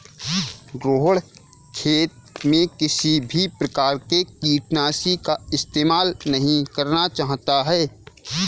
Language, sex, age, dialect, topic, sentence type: Hindi, male, 25-30, Kanauji Braj Bhasha, agriculture, statement